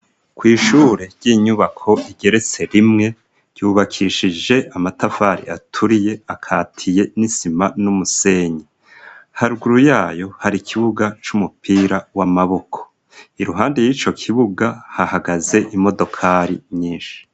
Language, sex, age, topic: Rundi, male, 50+, education